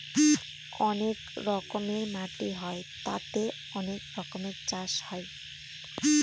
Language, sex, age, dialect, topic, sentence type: Bengali, female, 25-30, Northern/Varendri, agriculture, statement